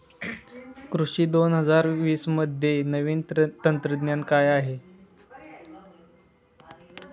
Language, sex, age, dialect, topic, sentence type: Marathi, male, 18-24, Standard Marathi, agriculture, question